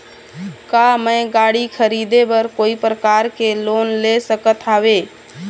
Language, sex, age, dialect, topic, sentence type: Chhattisgarhi, female, 31-35, Eastern, banking, question